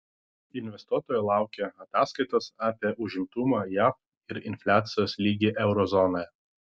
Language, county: Lithuanian, Vilnius